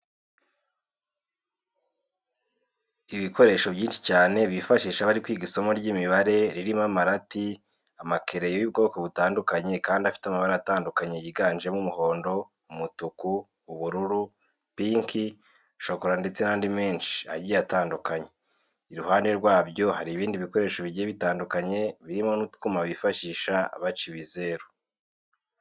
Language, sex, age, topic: Kinyarwanda, male, 18-24, education